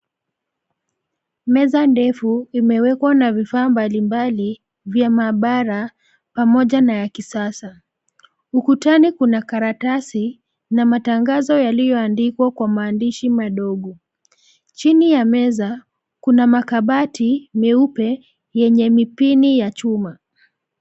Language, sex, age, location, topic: Swahili, female, 25-35, Nairobi, health